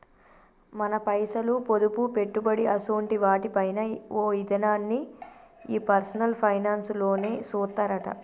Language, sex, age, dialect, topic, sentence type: Telugu, female, 25-30, Telangana, banking, statement